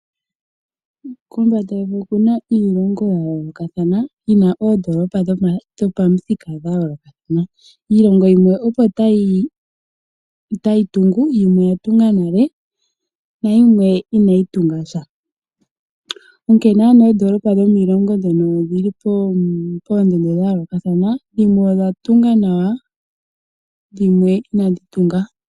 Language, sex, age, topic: Oshiwambo, female, 18-24, finance